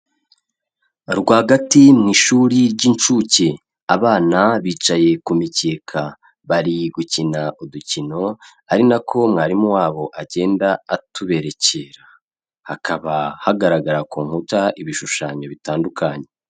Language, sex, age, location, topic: Kinyarwanda, male, 25-35, Kigali, education